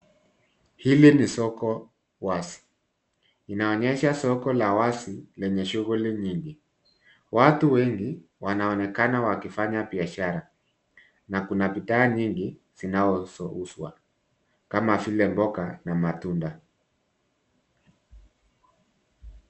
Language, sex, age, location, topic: Swahili, male, 36-49, Nairobi, finance